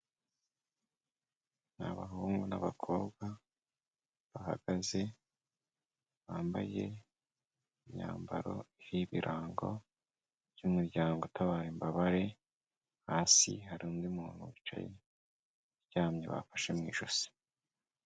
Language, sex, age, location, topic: Kinyarwanda, male, 25-35, Kigali, health